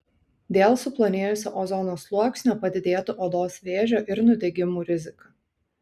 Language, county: Lithuanian, Kaunas